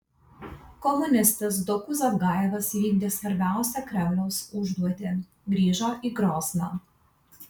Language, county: Lithuanian, Vilnius